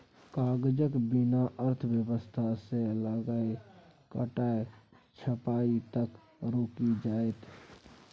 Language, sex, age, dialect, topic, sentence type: Maithili, male, 25-30, Bajjika, agriculture, statement